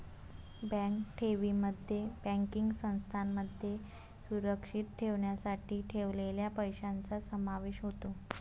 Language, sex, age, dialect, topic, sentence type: Marathi, female, 18-24, Varhadi, banking, statement